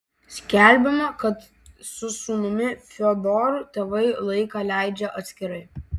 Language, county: Lithuanian, Vilnius